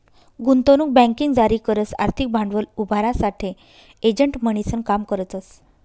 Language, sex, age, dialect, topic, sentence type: Marathi, female, 31-35, Northern Konkan, banking, statement